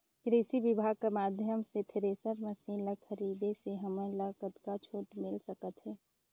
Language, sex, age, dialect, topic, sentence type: Chhattisgarhi, female, 56-60, Northern/Bhandar, agriculture, question